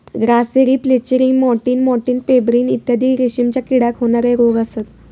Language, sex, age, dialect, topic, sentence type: Marathi, female, 18-24, Southern Konkan, agriculture, statement